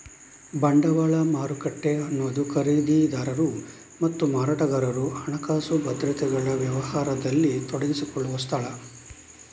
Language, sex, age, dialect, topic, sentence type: Kannada, male, 31-35, Coastal/Dakshin, banking, statement